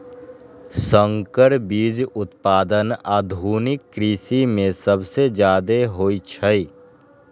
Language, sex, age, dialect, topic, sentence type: Magahi, male, 18-24, Western, agriculture, statement